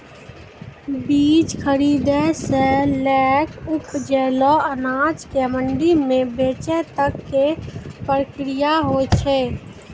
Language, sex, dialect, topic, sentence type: Maithili, female, Angika, agriculture, statement